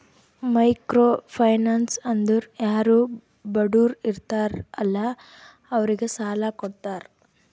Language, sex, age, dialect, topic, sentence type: Kannada, female, 18-24, Northeastern, banking, statement